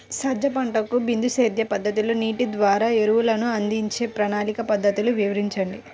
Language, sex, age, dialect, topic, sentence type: Telugu, female, 18-24, Central/Coastal, agriculture, question